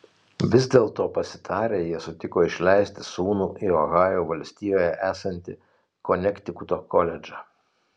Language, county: Lithuanian, Telšiai